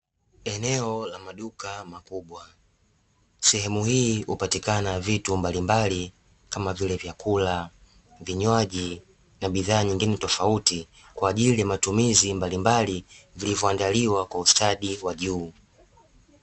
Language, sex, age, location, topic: Swahili, male, 18-24, Dar es Salaam, finance